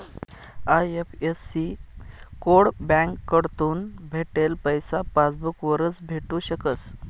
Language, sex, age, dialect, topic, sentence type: Marathi, male, 25-30, Northern Konkan, banking, statement